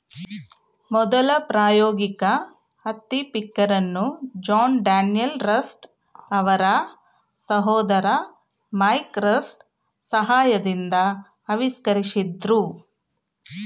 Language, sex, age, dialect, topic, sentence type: Kannada, female, 41-45, Mysore Kannada, agriculture, statement